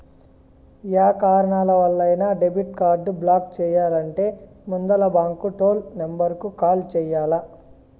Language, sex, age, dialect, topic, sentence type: Telugu, male, 18-24, Southern, banking, statement